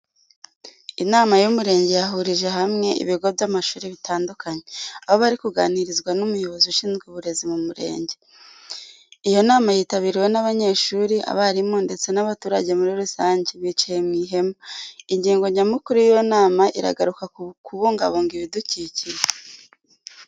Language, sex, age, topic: Kinyarwanda, female, 18-24, education